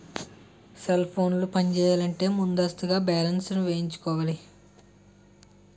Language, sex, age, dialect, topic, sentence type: Telugu, male, 60-100, Utterandhra, banking, statement